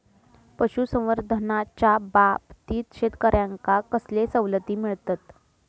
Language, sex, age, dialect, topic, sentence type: Marathi, female, 25-30, Southern Konkan, agriculture, question